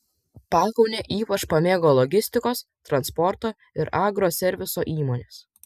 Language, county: Lithuanian, Vilnius